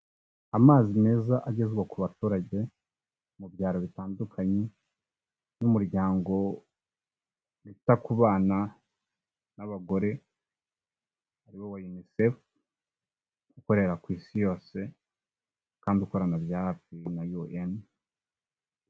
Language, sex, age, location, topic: Kinyarwanda, male, 25-35, Kigali, health